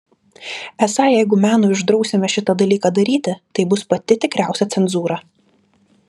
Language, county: Lithuanian, Klaipėda